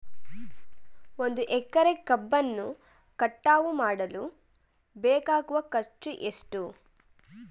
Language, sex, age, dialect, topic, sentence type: Kannada, female, 18-24, Mysore Kannada, agriculture, question